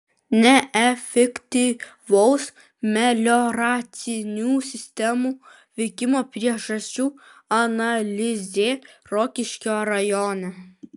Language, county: Lithuanian, Vilnius